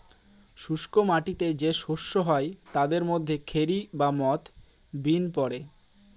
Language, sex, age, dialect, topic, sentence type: Bengali, male, 18-24, Northern/Varendri, agriculture, statement